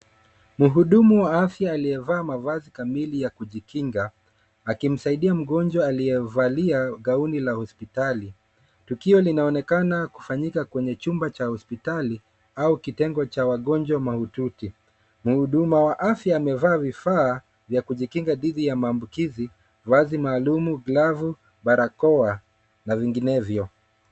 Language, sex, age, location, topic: Swahili, male, 25-35, Nairobi, health